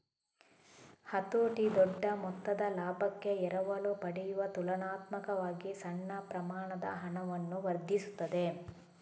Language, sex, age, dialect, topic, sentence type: Kannada, female, 18-24, Coastal/Dakshin, banking, statement